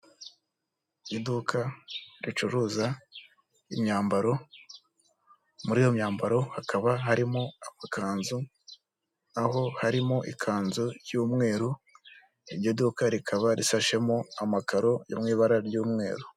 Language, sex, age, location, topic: Kinyarwanda, male, 18-24, Kigali, finance